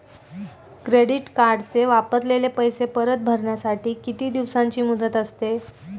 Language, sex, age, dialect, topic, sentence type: Marathi, female, 18-24, Standard Marathi, banking, question